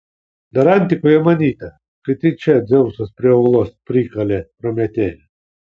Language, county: Lithuanian, Kaunas